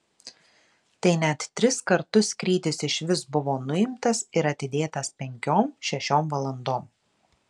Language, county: Lithuanian, Marijampolė